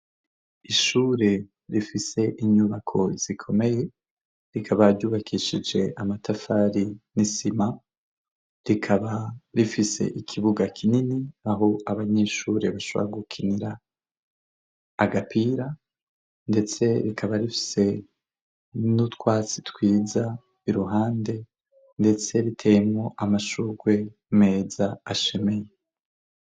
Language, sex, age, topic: Rundi, male, 25-35, education